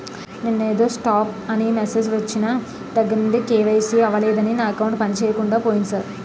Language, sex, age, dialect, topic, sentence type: Telugu, female, 31-35, Utterandhra, banking, statement